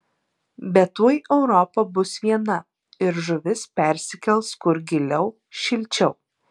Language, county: Lithuanian, Alytus